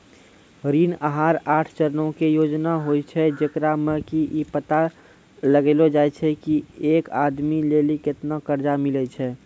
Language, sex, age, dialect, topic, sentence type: Maithili, male, 46-50, Angika, banking, statement